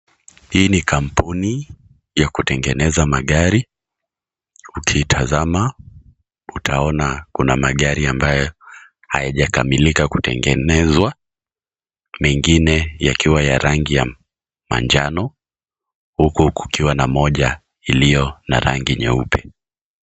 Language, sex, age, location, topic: Swahili, male, 18-24, Kisii, finance